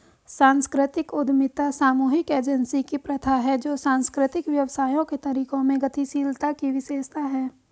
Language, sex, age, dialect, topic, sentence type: Hindi, female, 18-24, Hindustani Malvi Khadi Boli, banking, statement